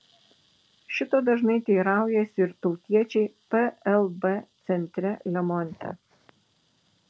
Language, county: Lithuanian, Vilnius